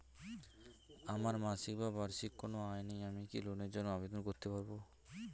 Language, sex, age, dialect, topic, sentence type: Bengali, male, 18-24, Standard Colloquial, banking, question